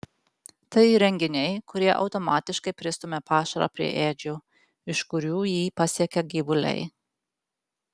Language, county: Lithuanian, Alytus